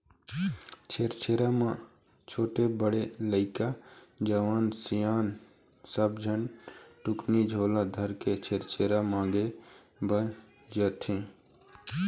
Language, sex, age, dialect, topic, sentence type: Chhattisgarhi, male, 18-24, Eastern, agriculture, statement